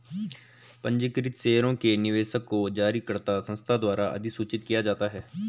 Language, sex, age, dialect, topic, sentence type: Hindi, male, 18-24, Garhwali, banking, statement